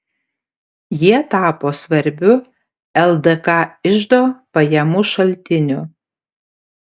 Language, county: Lithuanian, Panevėžys